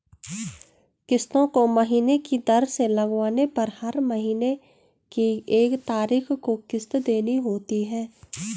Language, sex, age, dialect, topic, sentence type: Hindi, female, 25-30, Garhwali, banking, statement